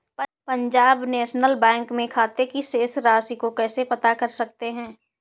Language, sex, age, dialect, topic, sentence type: Hindi, female, 25-30, Awadhi Bundeli, banking, question